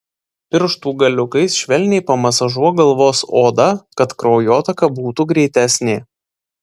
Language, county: Lithuanian, Vilnius